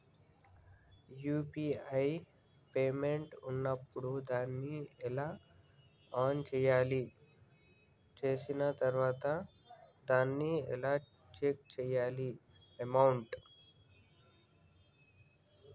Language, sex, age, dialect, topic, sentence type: Telugu, male, 56-60, Telangana, banking, question